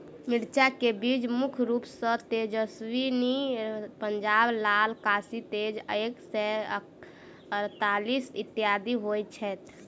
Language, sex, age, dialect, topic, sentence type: Maithili, female, 18-24, Southern/Standard, agriculture, question